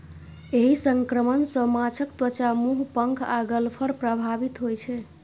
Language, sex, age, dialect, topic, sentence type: Maithili, female, 25-30, Eastern / Thethi, agriculture, statement